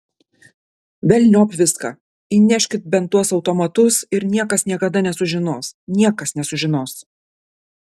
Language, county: Lithuanian, Klaipėda